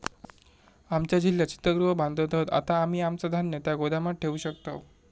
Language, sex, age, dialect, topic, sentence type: Marathi, male, 18-24, Southern Konkan, agriculture, statement